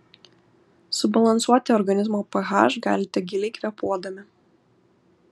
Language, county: Lithuanian, Kaunas